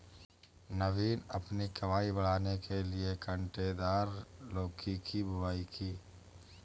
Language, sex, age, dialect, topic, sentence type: Hindi, male, 18-24, Awadhi Bundeli, agriculture, statement